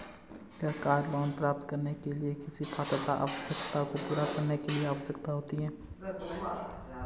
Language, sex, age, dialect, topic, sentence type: Hindi, male, 18-24, Marwari Dhudhari, banking, question